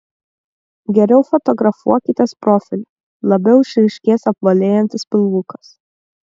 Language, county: Lithuanian, Vilnius